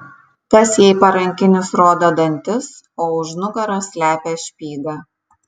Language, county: Lithuanian, Kaunas